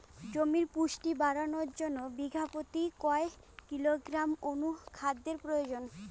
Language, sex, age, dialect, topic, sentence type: Bengali, female, 25-30, Rajbangshi, agriculture, question